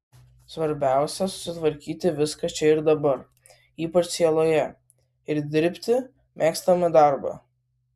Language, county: Lithuanian, Vilnius